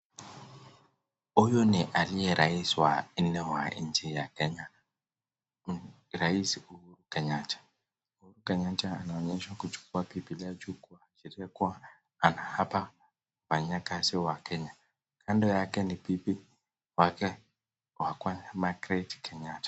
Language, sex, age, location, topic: Swahili, male, 18-24, Nakuru, government